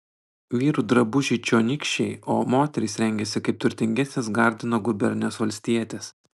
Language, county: Lithuanian, Panevėžys